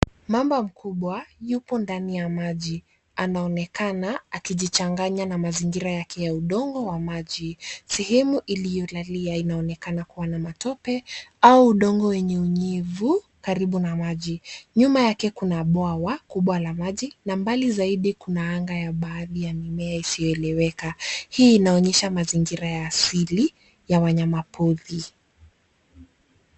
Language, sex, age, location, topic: Swahili, female, 25-35, Nairobi, government